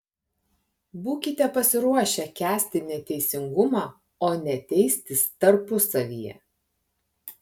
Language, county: Lithuanian, Klaipėda